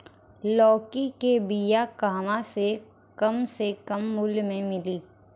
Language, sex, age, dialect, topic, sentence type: Bhojpuri, female, 18-24, Southern / Standard, agriculture, question